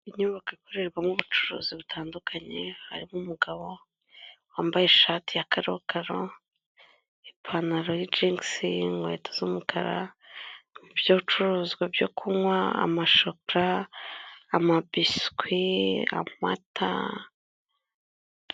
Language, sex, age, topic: Kinyarwanda, female, 25-35, finance